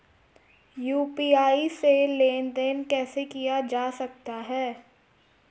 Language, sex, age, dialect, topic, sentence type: Hindi, female, 36-40, Garhwali, banking, question